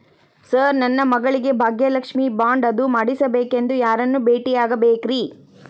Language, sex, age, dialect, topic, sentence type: Kannada, female, 31-35, Dharwad Kannada, banking, question